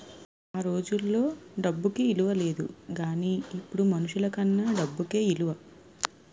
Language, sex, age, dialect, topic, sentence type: Telugu, female, 36-40, Utterandhra, banking, statement